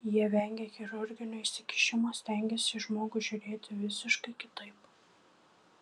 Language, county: Lithuanian, Šiauliai